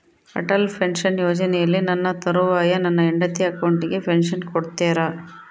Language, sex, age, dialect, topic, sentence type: Kannada, female, 56-60, Central, banking, question